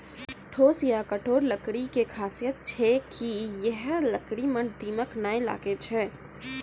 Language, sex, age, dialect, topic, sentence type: Maithili, female, 18-24, Angika, agriculture, statement